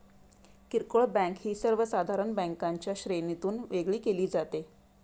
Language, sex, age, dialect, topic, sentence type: Marathi, female, 31-35, Standard Marathi, banking, statement